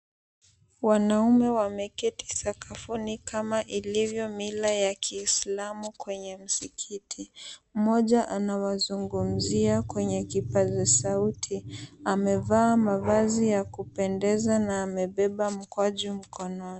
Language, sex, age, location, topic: Swahili, female, 18-24, Mombasa, government